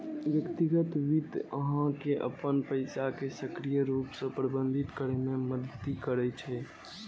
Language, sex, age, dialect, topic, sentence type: Maithili, male, 18-24, Eastern / Thethi, banking, statement